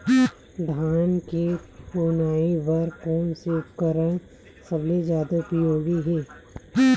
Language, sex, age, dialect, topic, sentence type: Chhattisgarhi, female, 31-35, Western/Budati/Khatahi, agriculture, question